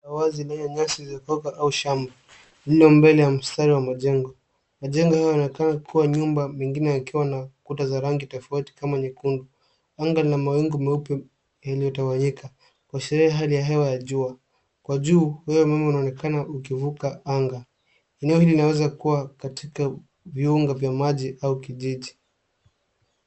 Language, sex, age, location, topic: Swahili, male, 18-24, Nairobi, finance